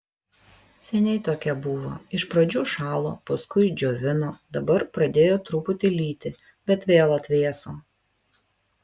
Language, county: Lithuanian, Vilnius